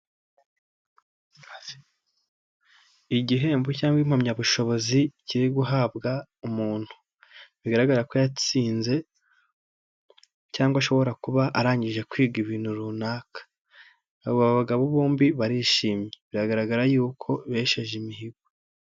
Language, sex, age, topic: Kinyarwanda, male, 18-24, health